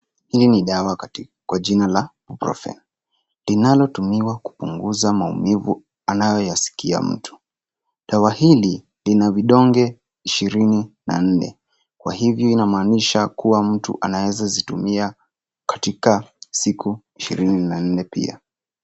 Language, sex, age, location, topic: Swahili, male, 18-24, Nairobi, health